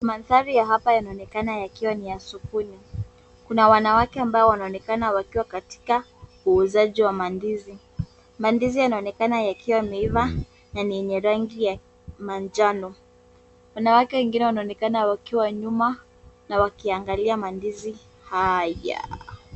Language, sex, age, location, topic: Swahili, female, 18-24, Kisumu, agriculture